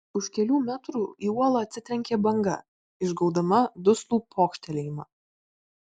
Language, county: Lithuanian, Vilnius